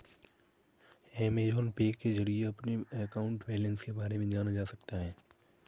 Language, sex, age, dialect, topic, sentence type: Hindi, male, 25-30, Kanauji Braj Bhasha, banking, statement